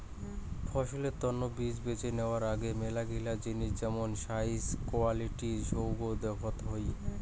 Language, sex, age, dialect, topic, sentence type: Bengali, male, 18-24, Rajbangshi, agriculture, statement